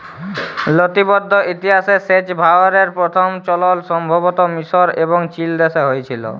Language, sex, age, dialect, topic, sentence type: Bengali, male, 18-24, Jharkhandi, agriculture, statement